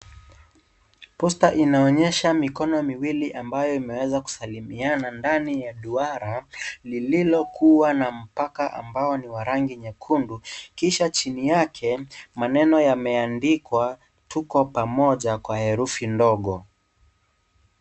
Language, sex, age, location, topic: Swahili, male, 18-24, Kisii, government